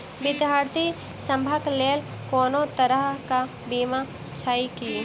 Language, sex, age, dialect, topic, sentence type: Maithili, female, 18-24, Southern/Standard, banking, question